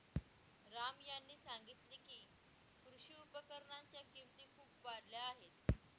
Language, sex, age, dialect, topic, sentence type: Marathi, female, 18-24, Northern Konkan, agriculture, statement